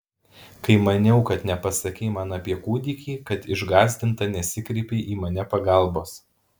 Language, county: Lithuanian, Alytus